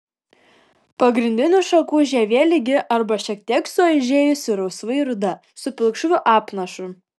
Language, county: Lithuanian, Kaunas